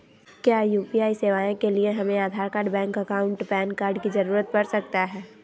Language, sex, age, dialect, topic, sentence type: Magahi, female, 60-100, Southern, banking, question